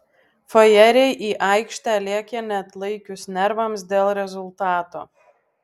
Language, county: Lithuanian, Alytus